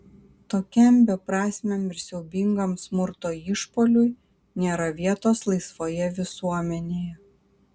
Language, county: Lithuanian, Kaunas